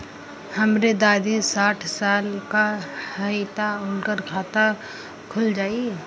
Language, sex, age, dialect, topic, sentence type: Bhojpuri, female, <18, Western, banking, question